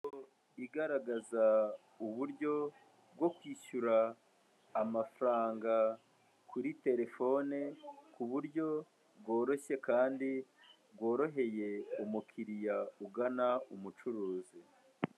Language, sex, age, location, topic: Kinyarwanda, male, 18-24, Kigali, finance